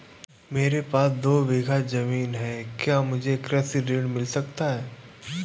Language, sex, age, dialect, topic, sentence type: Hindi, male, 18-24, Awadhi Bundeli, banking, question